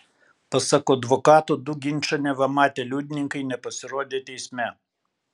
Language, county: Lithuanian, Kaunas